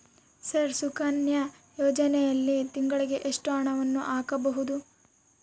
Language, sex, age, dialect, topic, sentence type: Kannada, female, 18-24, Central, banking, question